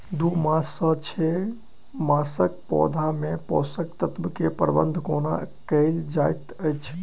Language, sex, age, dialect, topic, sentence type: Maithili, male, 18-24, Southern/Standard, agriculture, question